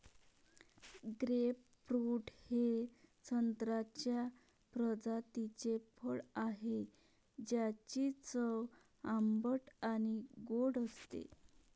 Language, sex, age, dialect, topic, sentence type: Marathi, female, 31-35, Varhadi, agriculture, statement